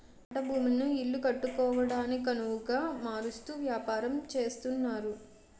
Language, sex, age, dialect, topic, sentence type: Telugu, female, 18-24, Utterandhra, banking, statement